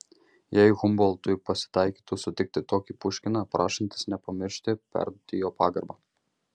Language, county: Lithuanian, Marijampolė